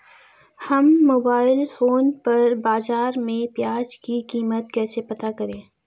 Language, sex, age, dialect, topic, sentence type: Hindi, female, 18-24, Marwari Dhudhari, agriculture, question